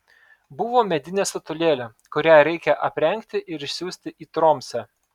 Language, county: Lithuanian, Telšiai